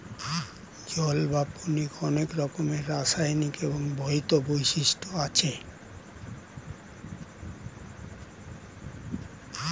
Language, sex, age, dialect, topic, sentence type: Bengali, male, 60-100, Standard Colloquial, agriculture, statement